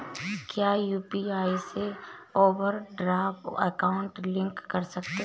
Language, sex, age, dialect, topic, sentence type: Hindi, female, 31-35, Awadhi Bundeli, banking, question